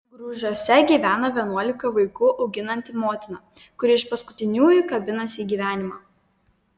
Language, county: Lithuanian, Kaunas